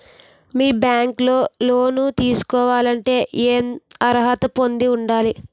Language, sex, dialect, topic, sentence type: Telugu, female, Utterandhra, banking, question